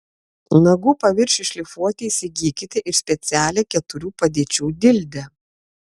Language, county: Lithuanian, Klaipėda